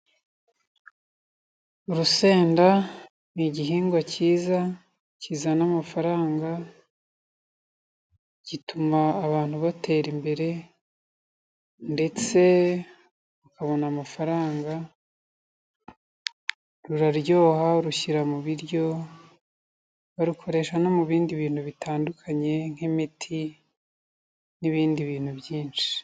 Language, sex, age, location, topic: Kinyarwanda, female, 36-49, Kigali, agriculture